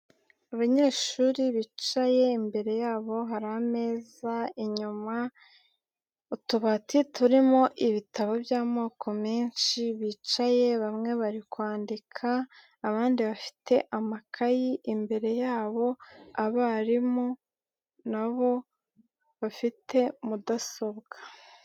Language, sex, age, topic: Kinyarwanda, female, 18-24, education